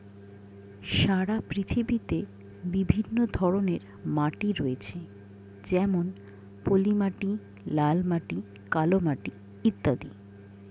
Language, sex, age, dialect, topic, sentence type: Bengali, female, 60-100, Standard Colloquial, agriculture, statement